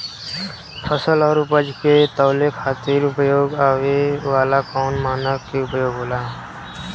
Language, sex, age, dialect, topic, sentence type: Bhojpuri, male, 18-24, Southern / Standard, agriculture, question